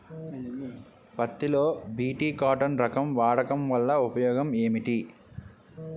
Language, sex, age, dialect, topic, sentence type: Telugu, male, 31-35, Utterandhra, agriculture, question